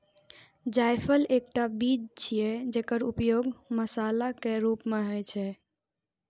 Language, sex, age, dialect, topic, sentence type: Maithili, female, 18-24, Eastern / Thethi, agriculture, statement